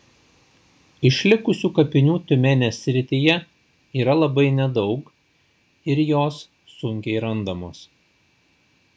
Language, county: Lithuanian, Šiauliai